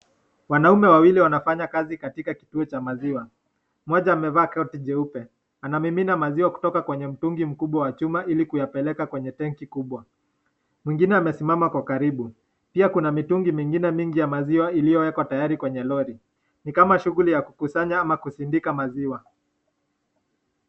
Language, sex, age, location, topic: Swahili, male, 18-24, Nakuru, agriculture